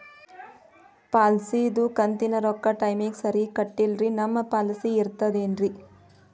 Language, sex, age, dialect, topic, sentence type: Kannada, female, 25-30, Dharwad Kannada, banking, question